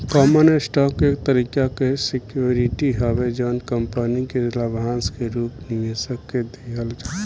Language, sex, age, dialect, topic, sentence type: Bhojpuri, male, 18-24, Southern / Standard, banking, statement